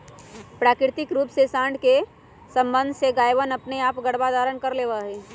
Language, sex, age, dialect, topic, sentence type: Magahi, male, 18-24, Western, agriculture, statement